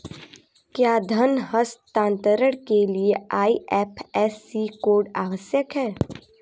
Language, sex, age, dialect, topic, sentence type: Hindi, female, 18-24, Hindustani Malvi Khadi Boli, banking, question